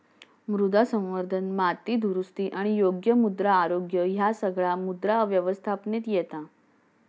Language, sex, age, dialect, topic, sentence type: Marathi, female, 56-60, Southern Konkan, agriculture, statement